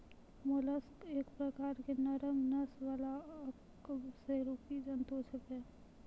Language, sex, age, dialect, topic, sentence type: Maithili, female, 25-30, Angika, agriculture, statement